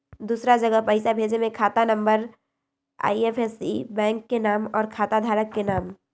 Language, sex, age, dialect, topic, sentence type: Magahi, female, 18-24, Western, banking, question